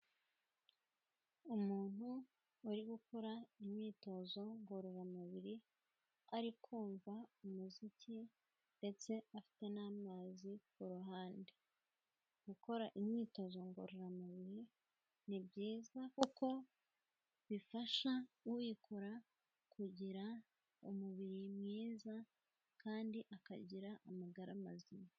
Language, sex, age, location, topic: Kinyarwanda, female, 18-24, Kigali, health